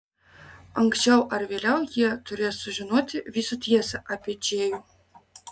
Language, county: Lithuanian, Marijampolė